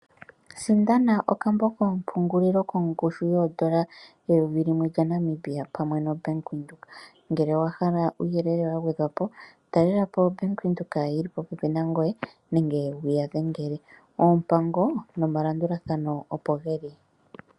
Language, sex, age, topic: Oshiwambo, female, 25-35, finance